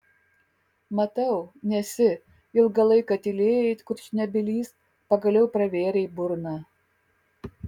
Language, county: Lithuanian, Kaunas